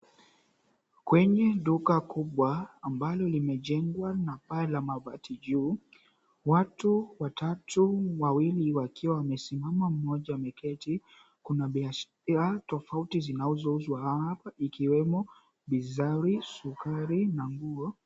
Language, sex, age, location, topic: Swahili, female, 25-35, Mombasa, agriculture